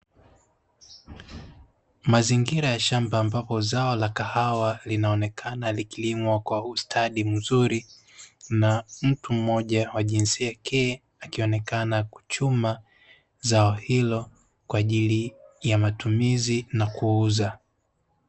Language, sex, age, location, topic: Swahili, male, 18-24, Dar es Salaam, agriculture